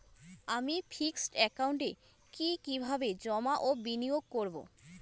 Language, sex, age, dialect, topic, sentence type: Bengali, female, 18-24, Rajbangshi, banking, question